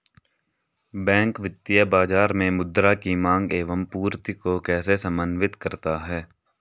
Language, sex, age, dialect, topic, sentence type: Hindi, male, 18-24, Marwari Dhudhari, banking, statement